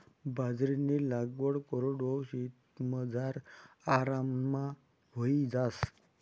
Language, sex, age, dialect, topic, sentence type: Marathi, male, 46-50, Northern Konkan, agriculture, statement